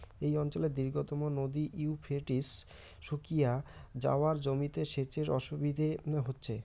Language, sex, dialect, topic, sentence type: Bengali, male, Rajbangshi, agriculture, question